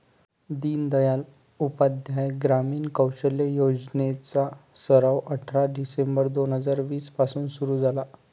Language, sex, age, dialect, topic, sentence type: Marathi, male, 25-30, Northern Konkan, banking, statement